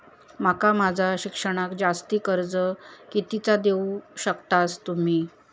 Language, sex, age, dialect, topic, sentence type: Marathi, female, 31-35, Southern Konkan, banking, question